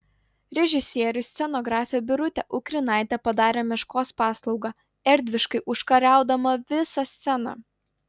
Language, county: Lithuanian, Utena